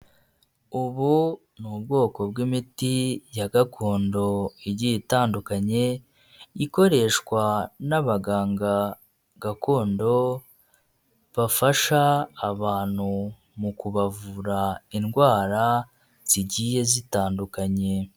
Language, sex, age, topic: Kinyarwanda, male, 25-35, health